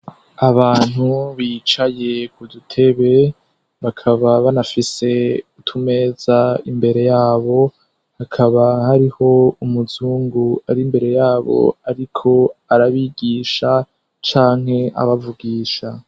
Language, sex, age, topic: Rundi, male, 18-24, education